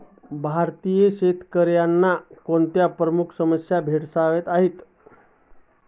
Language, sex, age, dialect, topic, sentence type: Marathi, male, 36-40, Standard Marathi, agriculture, question